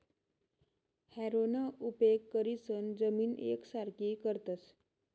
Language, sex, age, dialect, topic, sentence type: Marathi, female, 36-40, Northern Konkan, agriculture, statement